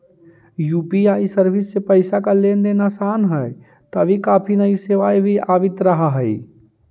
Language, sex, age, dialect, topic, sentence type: Magahi, male, 18-24, Central/Standard, banking, statement